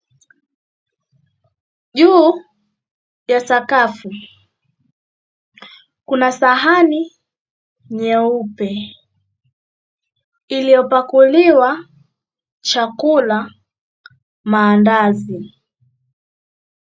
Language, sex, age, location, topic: Swahili, female, 36-49, Mombasa, agriculture